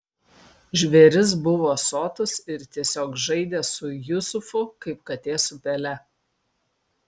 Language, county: Lithuanian, Kaunas